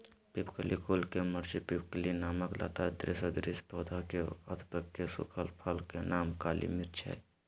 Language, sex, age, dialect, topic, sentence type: Magahi, male, 18-24, Southern, agriculture, statement